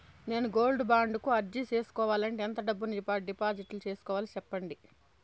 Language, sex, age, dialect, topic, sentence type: Telugu, female, 31-35, Southern, banking, question